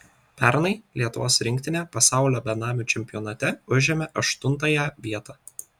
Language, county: Lithuanian, Vilnius